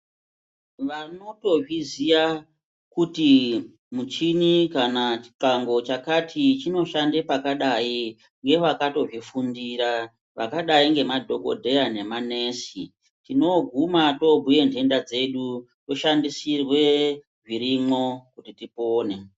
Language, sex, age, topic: Ndau, female, 36-49, health